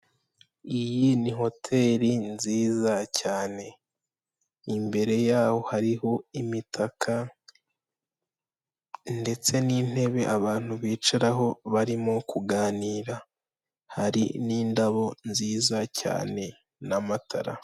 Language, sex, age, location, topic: Kinyarwanda, female, 18-24, Kigali, finance